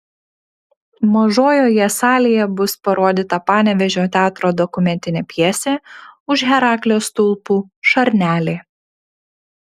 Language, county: Lithuanian, Panevėžys